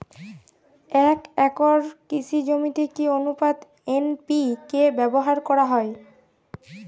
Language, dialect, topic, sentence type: Bengali, Jharkhandi, agriculture, question